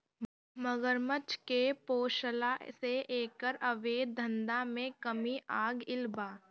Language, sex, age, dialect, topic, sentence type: Bhojpuri, female, 36-40, Northern, agriculture, statement